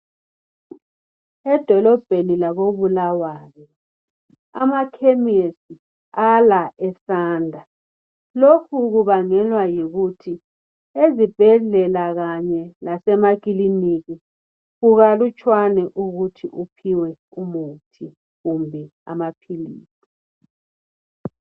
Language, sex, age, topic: North Ndebele, male, 18-24, health